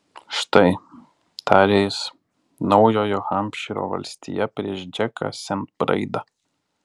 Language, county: Lithuanian, Alytus